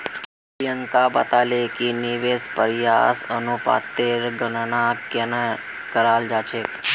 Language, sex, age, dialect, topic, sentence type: Magahi, male, 25-30, Northeastern/Surjapuri, banking, statement